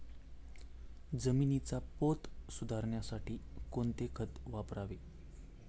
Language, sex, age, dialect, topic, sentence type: Marathi, male, 25-30, Standard Marathi, agriculture, question